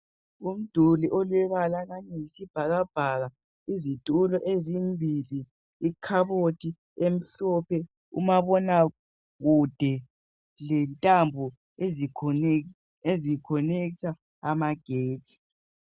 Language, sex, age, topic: North Ndebele, male, 18-24, health